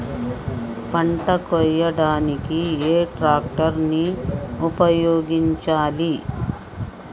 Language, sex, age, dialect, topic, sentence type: Telugu, male, 36-40, Telangana, agriculture, question